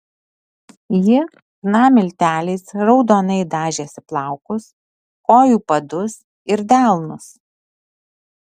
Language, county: Lithuanian, Alytus